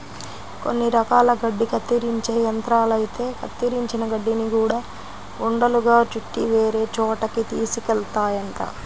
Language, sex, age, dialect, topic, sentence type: Telugu, female, 25-30, Central/Coastal, agriculture, statement